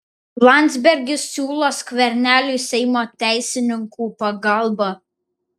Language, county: Lithuanian, Vilnius